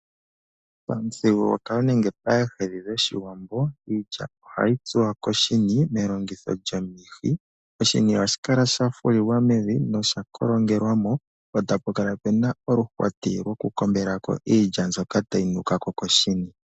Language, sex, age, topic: Oshiwambo, male, 18-24, agriculture